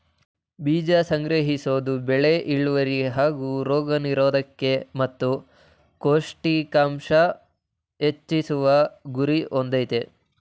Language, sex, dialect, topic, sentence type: Kannada, male, Mysore Kannada, agriculture, statement